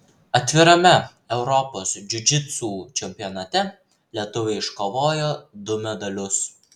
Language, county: Lithuanian, Vilnius